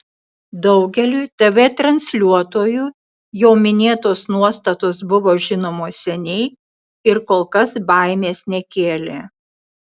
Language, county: Lithuanian, Tauragė